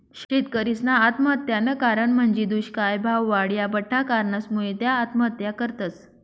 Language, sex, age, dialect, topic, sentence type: Marathi, female, 25-30, Northern Konkan, agriculture, statement